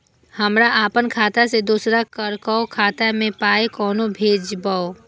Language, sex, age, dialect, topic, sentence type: Maithili, female, 25-30, Eastern / Thethi, banking, question